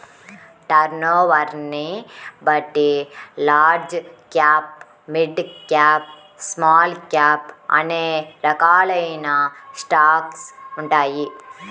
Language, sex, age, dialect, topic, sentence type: Telugu, female, 18-24, Central/Coastal, banking, statement